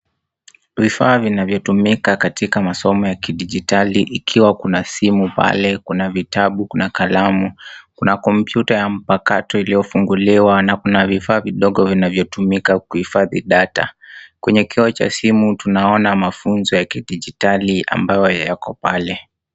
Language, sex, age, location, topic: Swahili, male, 18-24, Nairobi, education